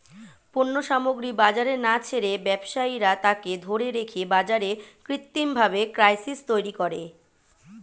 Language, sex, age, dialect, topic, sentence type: Bengali, female, 36-40, Standard Colloquial, banking, statement